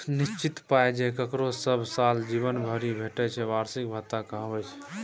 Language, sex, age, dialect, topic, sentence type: Maithili, male, 18-24, Bajjika, banking, statement